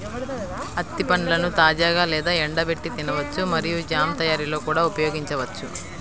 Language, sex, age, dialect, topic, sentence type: Telugu, female, 18-24, Central/Coastal, agriculture, statement